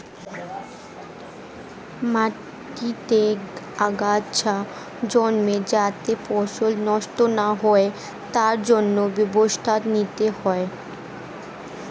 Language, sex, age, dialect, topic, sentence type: Bengali, female, 18-24, Standard Colloquial, agriculture, statement